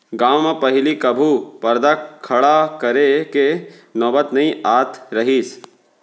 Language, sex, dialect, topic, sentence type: Chhattisgarhi, male, Central, agriculture, statement